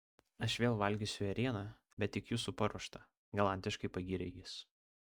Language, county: Lithuanian, Vilnius